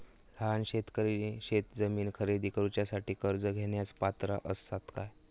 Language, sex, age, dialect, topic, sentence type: Marathi, male, 18-24, Southern Konkan, agriculture, statement